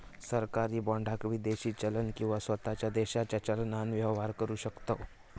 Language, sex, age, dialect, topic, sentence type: Marathi, male, 18-24, Southern Konkan, banking, statement